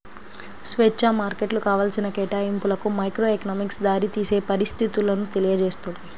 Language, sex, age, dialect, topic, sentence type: Telugu, female, 25-30, Central/Coastal, banking, statement